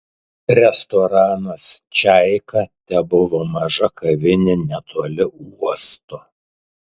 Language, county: Lithuanian, Tauragė